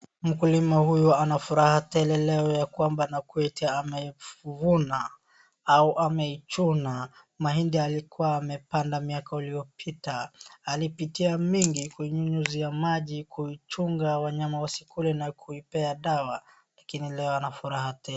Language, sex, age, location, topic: Swahili, female, 36-49, Wajir, agriculture